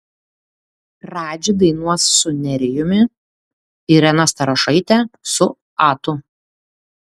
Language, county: Lithuanian, Klaipėda